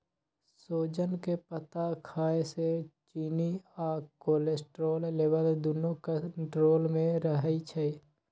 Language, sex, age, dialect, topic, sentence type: Magahi, male, 51-55, Western, agriculture, statement